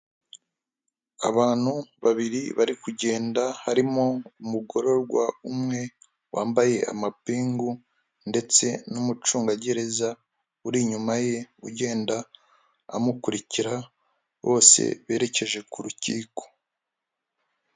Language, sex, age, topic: Kinyarwanda, male, 25-35, government